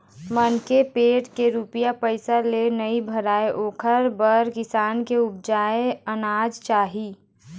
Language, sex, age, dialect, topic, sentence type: Chhattisgarhi, female, 18-24, Eastern, agriculture, statement